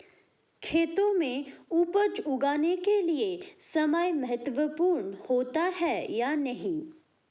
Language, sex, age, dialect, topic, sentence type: Hindi, female, 18-24, Hindustani Malvi Khadi Boli, agriculture, question